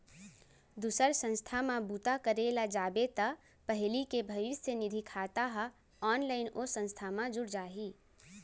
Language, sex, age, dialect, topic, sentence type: Chhattisgarhi, female, 18-24, Central, banking, statement